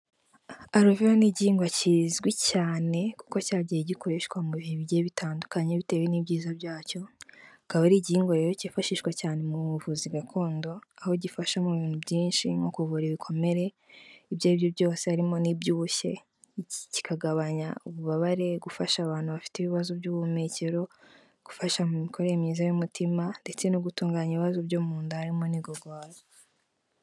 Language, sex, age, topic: Kinyarwanda, female, 18-24, health